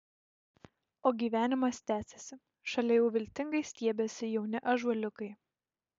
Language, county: Lithuanian, Šiauliai